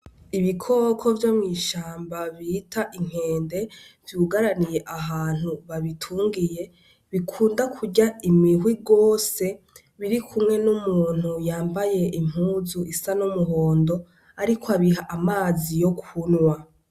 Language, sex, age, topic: Rundi, female, 18-24, agriculture